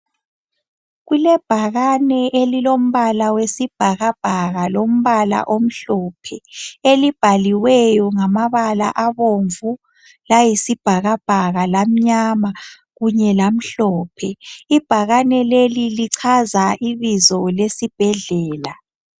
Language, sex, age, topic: North Ndebele, female, 50+, health